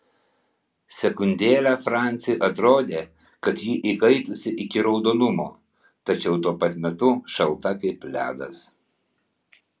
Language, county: Lithuanian, Kaunas